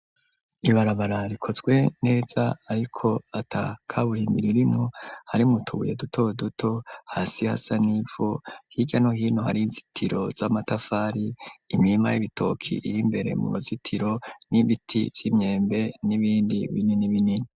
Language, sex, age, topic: Rundi, male, 25-35, education